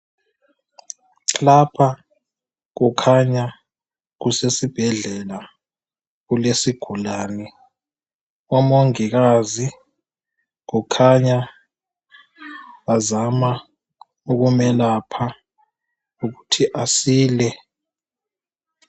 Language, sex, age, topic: North Ndebele, male, 18-24, health